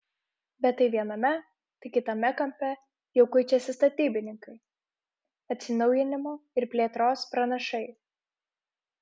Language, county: Lithuanian, Kaunas